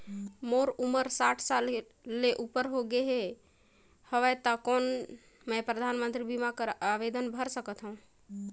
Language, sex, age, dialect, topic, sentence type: Chhattisgarhi, female, 25-30, Northern/Bhandar, banking, question